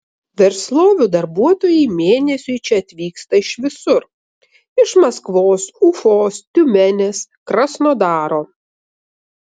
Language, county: Lithuanian, Vilnius